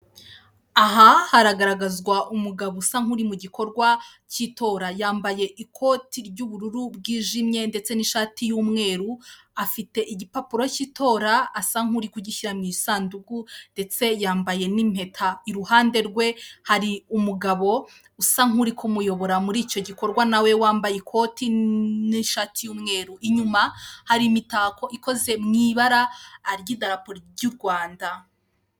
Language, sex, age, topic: Kinyarwanda, female, 18-24, government